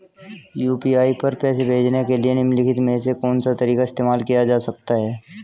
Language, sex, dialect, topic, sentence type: Hindi, male, Hindustani Malvi Khadi Boli, banking, question